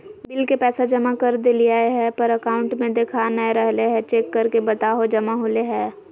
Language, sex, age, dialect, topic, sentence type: Magahi, female, 25-30, Southern, banking, question